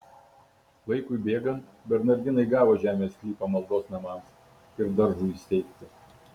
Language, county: Lithuanian, Kaunas